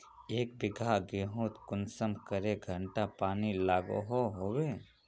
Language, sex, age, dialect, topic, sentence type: Magahi, male, 18-24, Northeastern/Surjapuri, agriculture, question